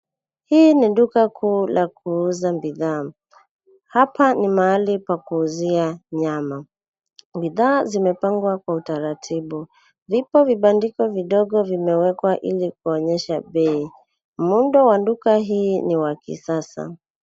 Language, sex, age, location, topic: Swahili, female, 18-24, Nairobi, finance